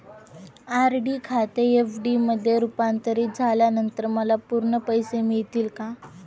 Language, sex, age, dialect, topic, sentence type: Marathi, female, 18-24, Standard Marathi, banking, statement